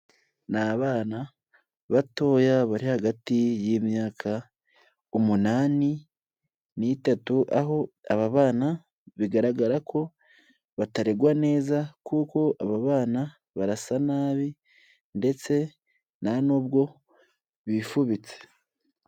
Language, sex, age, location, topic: Kinyarwanda, male, 18-24, Kigali, health